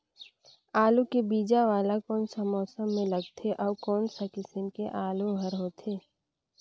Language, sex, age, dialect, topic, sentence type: Chhattisgarhi, female, 60-100, Northern/Bhandar, agriculture, question